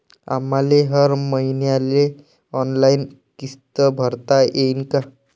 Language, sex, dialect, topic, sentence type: Marathi, male, Varhadi, banking, question